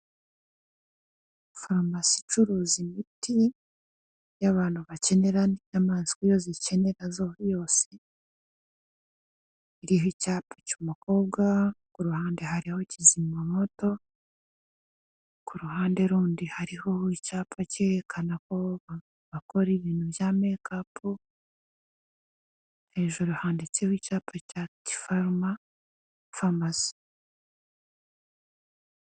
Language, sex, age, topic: Kinyarwanda, female, 18-24, health